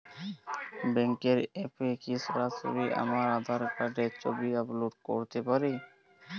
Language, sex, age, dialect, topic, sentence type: Bengali, male, 18-24, Jharkhandi, banking, question